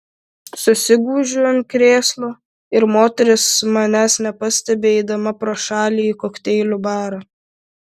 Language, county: Lithuanian, Vilnius